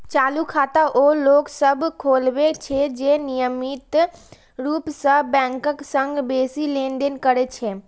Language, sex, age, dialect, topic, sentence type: Maithili, female, 18-24, Eastern / Thethi, banking, statement